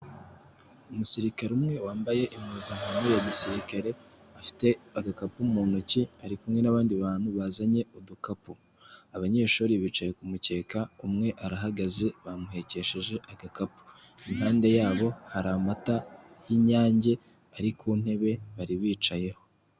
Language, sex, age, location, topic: Kinyarwanda, male, 18-24, Nyagatare, health